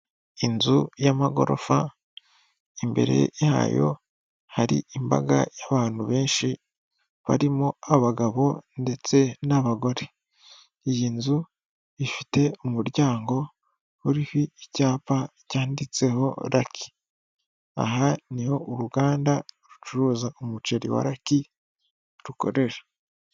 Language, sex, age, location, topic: Kinyarwanda, male, 25-35, Huye, finance